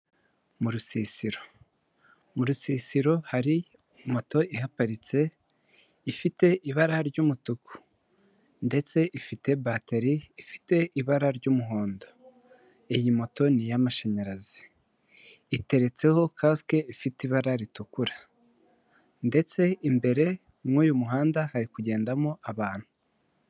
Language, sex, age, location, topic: Kinyarwanda, male, 25-35, Kigali, government